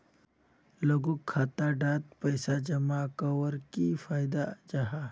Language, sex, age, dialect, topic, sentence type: Magahi, male, 25-30, Northeastern/Surjapuri, banking, question